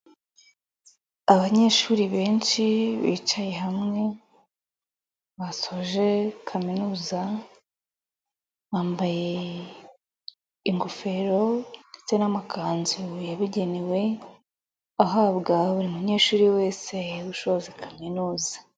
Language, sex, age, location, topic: Kinyarwanda, female, 25-35, Nyagatare, education